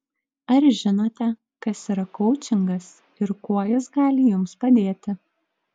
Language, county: Lithuanian, Klaipėda